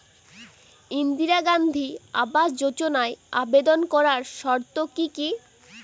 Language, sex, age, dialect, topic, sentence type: Bengali, female, 18-24, Northern/Varendri, banking, question